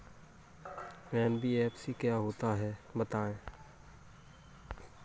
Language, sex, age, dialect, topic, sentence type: Hindi, male, 18-24, Kanauji Braj Bhasha, banking, question